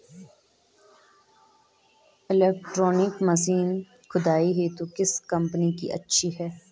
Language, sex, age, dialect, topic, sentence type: Hindi, female, 25-30, Garhwali, agriculture, question